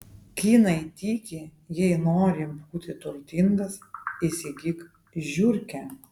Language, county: Lithuanian, Vilnius